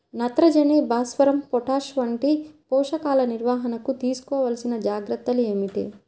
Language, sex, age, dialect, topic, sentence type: Telugu, female, 31-35, Central/Coastal, agriculture, question